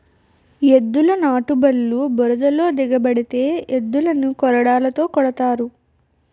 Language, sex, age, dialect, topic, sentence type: Telugu, female, 18-24, Utterandhra, agriculture, statement